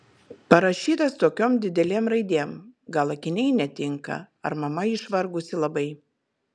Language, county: Lithuanian, Vilnius